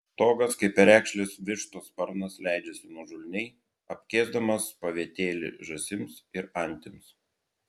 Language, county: Lithuanian, Klaipėda